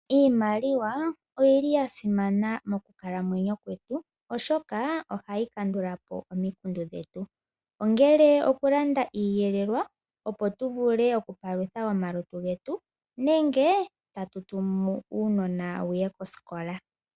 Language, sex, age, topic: Oshiwambo, female, 18-24, finance